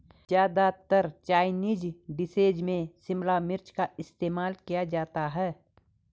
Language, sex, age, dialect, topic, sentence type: Hindi, female, 46-50, Garhwali, agriculture, statement